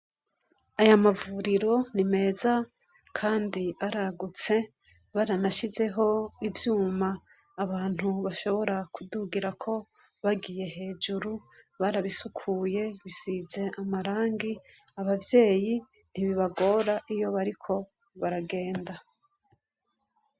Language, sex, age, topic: Rundi, female, 25-35, education